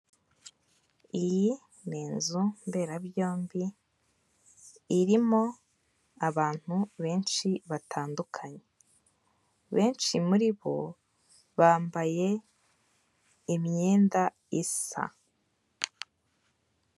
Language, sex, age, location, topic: Kinyarwanda, female, 18-24, Kigali, government